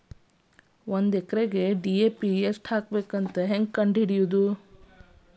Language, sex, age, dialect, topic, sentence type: Kannada, female, 31-35, Dharwad Kannada, agriculture, question